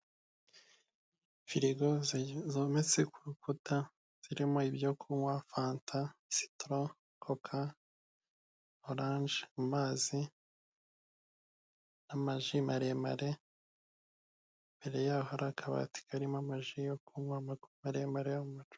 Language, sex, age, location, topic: Kinyarwanda, male, 18-24, Kigali, finance